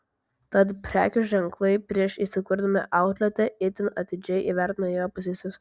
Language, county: Lithuanian, Vilnius